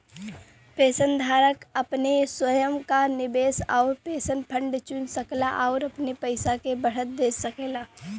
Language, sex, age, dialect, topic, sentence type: Bhojpuri, female, 25-30, Western, banking, statement